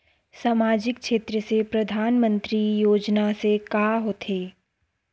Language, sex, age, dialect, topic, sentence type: Chhattisgarhi, female, 25-30, Western/Budati/Khatahi, banking, question